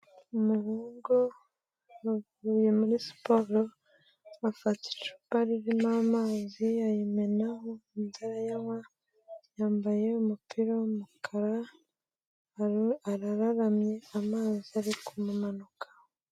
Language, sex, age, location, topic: Kinyarwanda, female, 18-24, Kigali, health